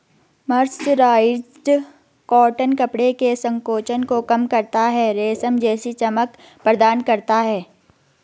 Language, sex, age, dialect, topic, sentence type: Hindi, female, 56-60, Garhwali, agriculture, statement